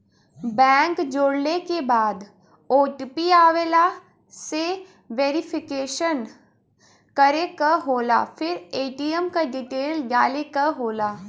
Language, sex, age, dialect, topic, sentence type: Bhojpuri, female, 18-24, Western, banking, statement